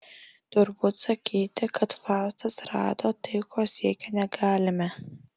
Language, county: Lithuanian, Alytus